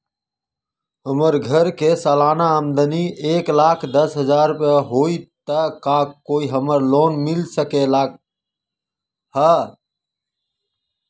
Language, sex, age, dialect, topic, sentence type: Magahi, male, 18-24, Western, banking, question